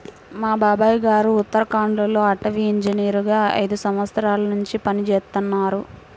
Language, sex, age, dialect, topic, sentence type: Telugu, female, 18-24, Central/Coastal, agriculture, statement